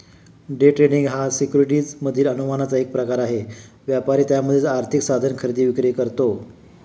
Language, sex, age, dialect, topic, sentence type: Marathi, male, 56-60, Standard Marathi, banking, statement